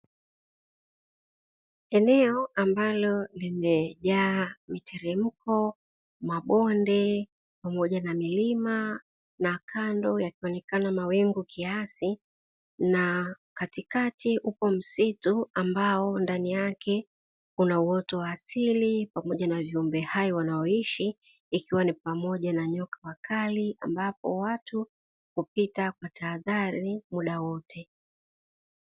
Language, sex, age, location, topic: Swahili, female, 36-49, Dar es Salaam, agriculture